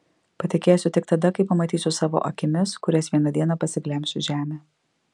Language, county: Lithuanian, Klaipėda